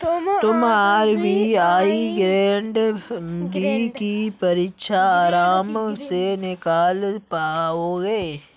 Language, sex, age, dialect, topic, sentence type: Hindi, male, 18-24, Kanauji Braj Bhasha, banking, statement